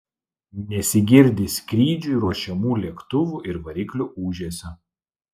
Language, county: Lithuanian, Klaipėda